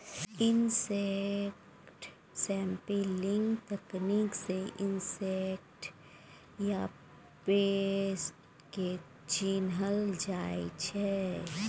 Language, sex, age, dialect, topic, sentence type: Maithili, female, 36-40, Bajjika, agriculture, statement